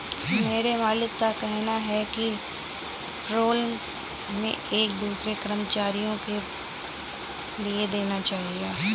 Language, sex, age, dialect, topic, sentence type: Hindi, female, 31-35, Kanauji Braj Bhasha, banking, statement